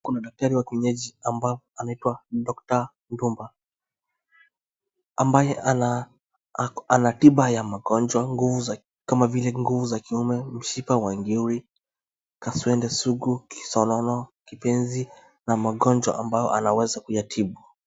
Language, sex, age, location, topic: Swahili, male, 25-35, Wajir, health